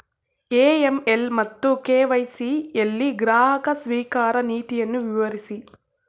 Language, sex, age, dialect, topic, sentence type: Kannada, female, 18-24, Mysore Kannada, banking, question